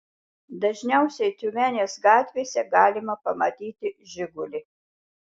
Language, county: Lithuanian, Šiauliai